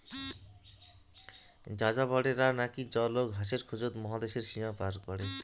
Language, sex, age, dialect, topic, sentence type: Bengali, male, 31-35, Rajbangshi, agriculture, statement